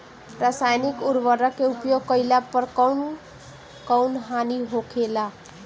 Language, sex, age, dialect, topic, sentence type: Bhojpuri, female, 18-24, Northern, agriculture, question